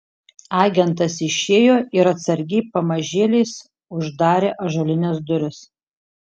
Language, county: Lithuanian, Šiauliai